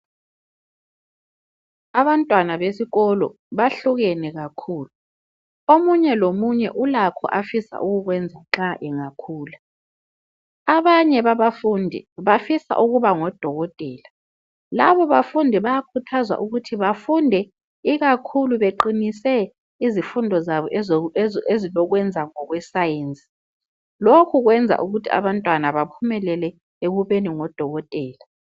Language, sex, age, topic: North Ndebele, female, 25-35, health